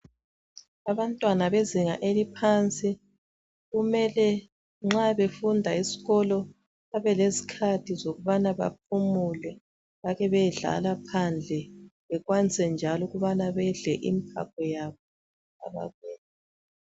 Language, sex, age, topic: North Ndebele, female, 36-49, education